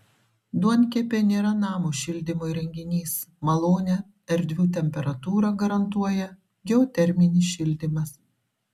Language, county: Lithuanian, Šiauliai